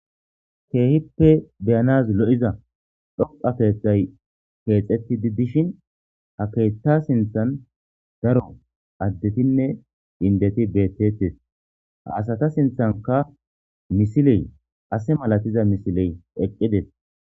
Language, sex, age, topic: Gamo, male, 25-35, government